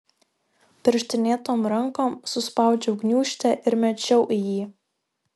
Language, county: Lithuanian, Šiauliai